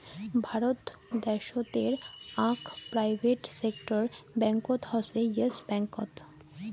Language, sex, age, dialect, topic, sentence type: Bengali, female, <18, Rajbangshi, banking, statement